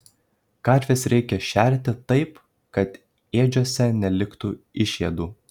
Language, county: Lithuanian, Kaunas